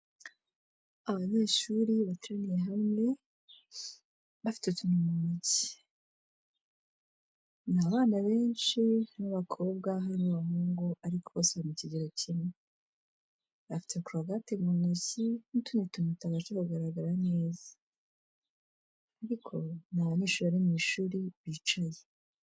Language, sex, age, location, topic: Kinyarwanda, female, 25-35, Kigali, health